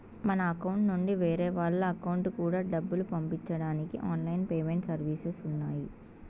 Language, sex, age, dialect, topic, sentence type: Telugu, female, 18-24, Southern, banking, statement